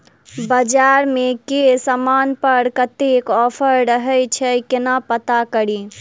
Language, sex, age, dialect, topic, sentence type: Maithili, female, 18-24, Southern/Standard, agriculture, question